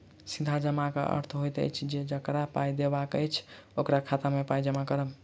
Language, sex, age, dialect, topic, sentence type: Maithili, male, 18-24, Southern/Standard, banking, statement